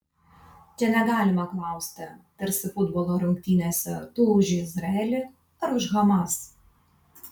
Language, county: Lithuanian, Vilnius